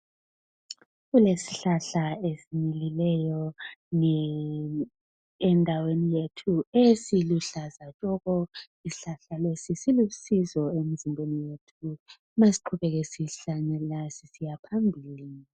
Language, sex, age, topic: North Ndebele, female, 25-35, health